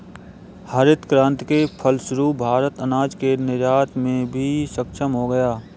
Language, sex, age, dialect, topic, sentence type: Hindi, male, 25-30, Awadhi Bundeli, agriculture, statement